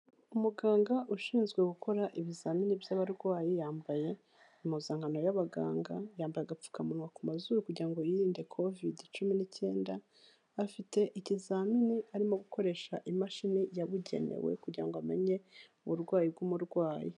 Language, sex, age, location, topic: Kinyarwanda, female, 36-49, Kigali, health